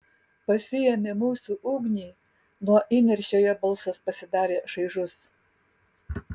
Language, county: Lithuanian, Kaunas